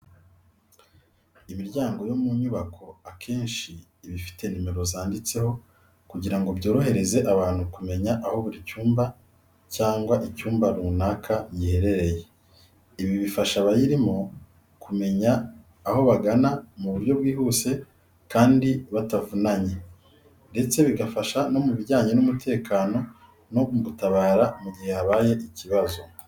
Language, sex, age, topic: Kinyarwanda, male, 36-49, education